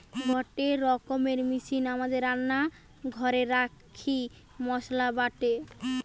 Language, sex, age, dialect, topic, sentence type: Bengali, female, 18-24, Western, agriculture, statement